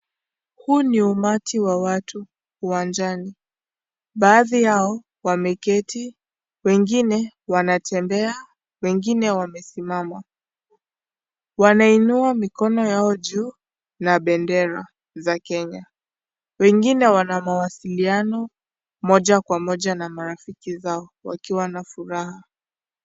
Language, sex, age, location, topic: Swahili, female, 18-24, Kisii, government